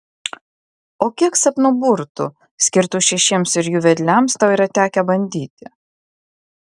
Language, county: Lithuanian, Klaipėda